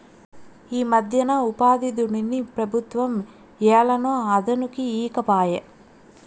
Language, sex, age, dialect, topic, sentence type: Telugu, female, 25-30, Southern, banking, statement